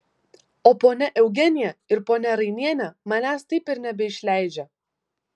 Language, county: Lithuanian, Vilnius